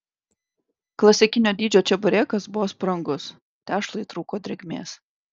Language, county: Lithuanian, Klaipėda